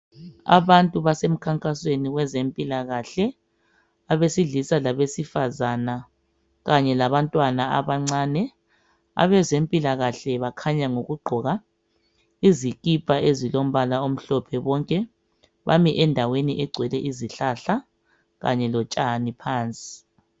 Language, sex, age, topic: North Ndebele, male, 36-49, health